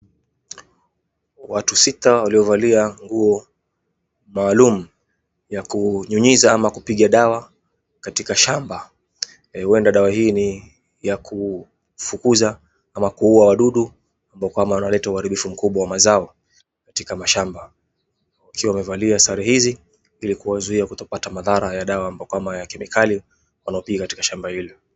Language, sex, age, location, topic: Swahili, male, 25-35, Wajir, health